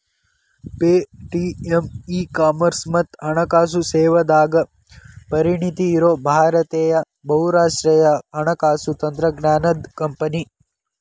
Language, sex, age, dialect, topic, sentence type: Kannada, male, 18-24, Dharwad Kannada, banking, statement